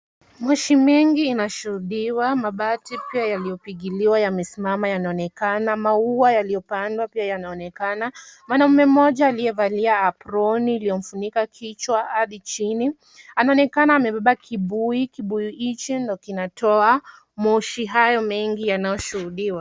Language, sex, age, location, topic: Swahili, female, 18-24, Kisumu, health